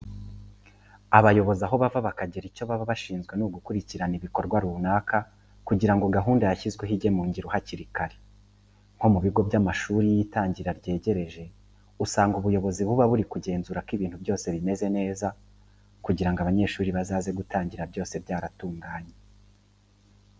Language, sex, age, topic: Kinyarwanda, male, 25-35, education